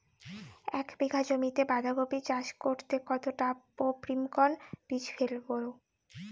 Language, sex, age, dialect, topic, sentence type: Bengali, female, 18-24, Rajbangshi, agriculture, question